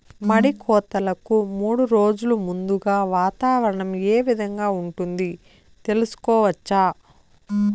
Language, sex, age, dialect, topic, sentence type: Telugu, female, 25-30, Southern, agriculture, question